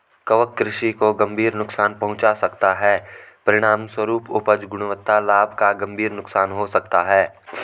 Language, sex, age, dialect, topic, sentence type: Hindi, male, 18-24, Garhwali, agriculture, statement